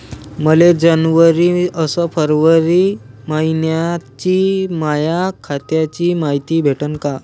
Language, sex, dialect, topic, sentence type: Marathi, male, Varhadi, banking, question